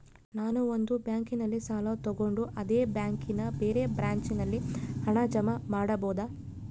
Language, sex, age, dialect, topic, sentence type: Kannada, female, 25-30, Central, banking, question